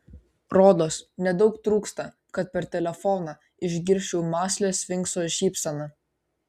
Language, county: Lithuanian, Kaunas